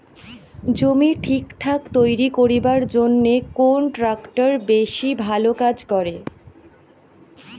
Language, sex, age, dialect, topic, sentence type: Bengali, female, 18-24, Rajbangshi, agriculture, question